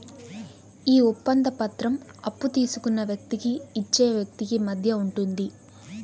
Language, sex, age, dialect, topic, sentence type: Telugu, female, 18-24, Southern, banking, statement